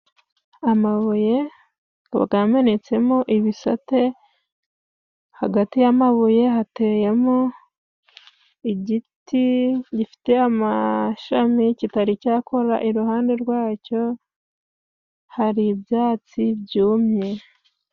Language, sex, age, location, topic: Kinyarwanda, female, 25-35, Musanze, health